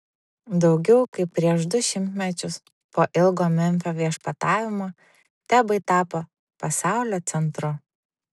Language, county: Lithuanian, Vilnius